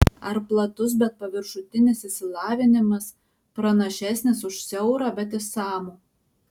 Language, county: Lithuanian, Alytus